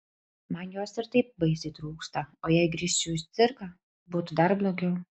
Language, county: Lithuanian, Klaipėda